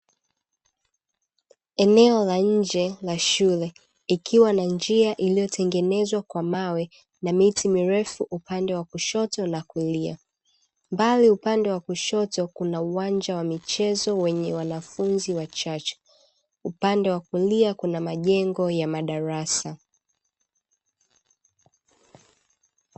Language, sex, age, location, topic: Swahili, female, 18-24, Dar es Salaam, education